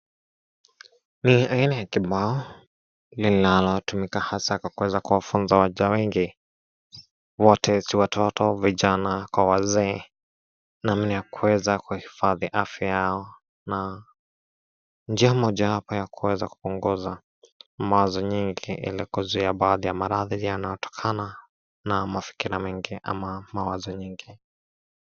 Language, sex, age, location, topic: Swahili, male, 25-35, Nairobi, health